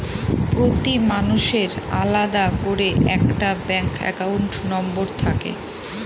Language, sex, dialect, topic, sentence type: Bengali, female, Northern/Varendri, banking, statement